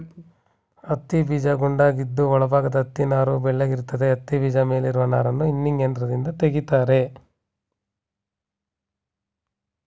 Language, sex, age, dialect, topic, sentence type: Kannada, male, 25-30, Mysore Kannada, agriculture, statement